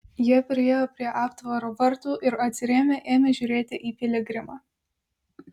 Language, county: Lithuanian, Vilnius